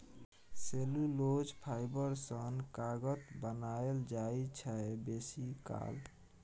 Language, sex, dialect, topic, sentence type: Maithili, male, Bajjika, agriculture, statement